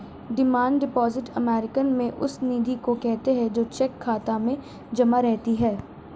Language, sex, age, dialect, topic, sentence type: Hindi, female, 36-40, Marwari Dhudhari, banking, statement